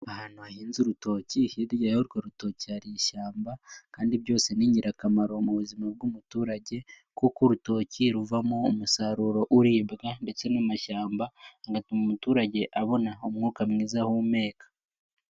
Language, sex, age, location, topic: Kinyarwanda, male, 18-24, Nyagatare, agriculture